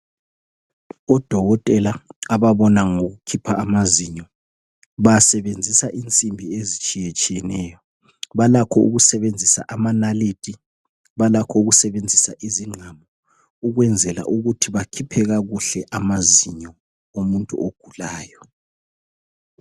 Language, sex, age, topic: North Ndebele, male, 36-49, health